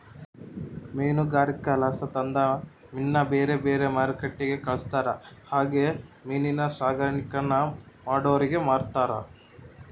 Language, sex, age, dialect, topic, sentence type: Kannada, male, 25-30, Central, agriculture, statement